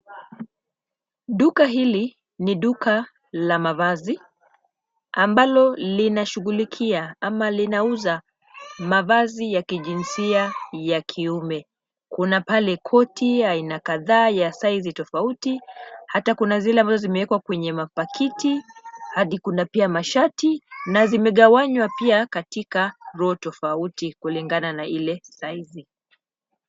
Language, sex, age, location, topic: Swahili, female, 25-35, Nairobi, finance